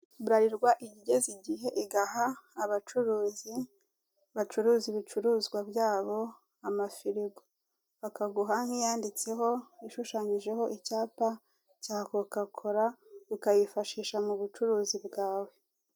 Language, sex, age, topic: Kinyarwanda, female, 36-49, finance